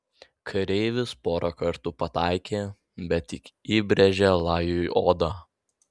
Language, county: Lithuanian, Vilnius